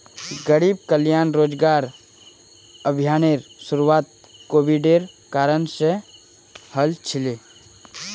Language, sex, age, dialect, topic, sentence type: Magahi, male, 18-24, Northeastern/Surjapuri, banking, statement